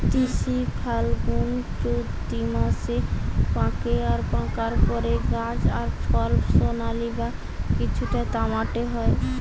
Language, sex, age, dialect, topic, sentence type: Bengali, female, 18-24, Western, agriculture, statement